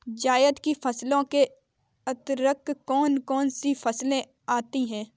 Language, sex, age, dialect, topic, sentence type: Hindi, female, 18-24, Kanauji Braj Bhasha, agriculture, question